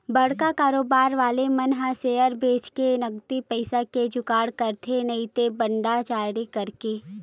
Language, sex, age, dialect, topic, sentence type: Chhattisgarhi, female, 18-24, Western/Budati/Khatahi, banking, statement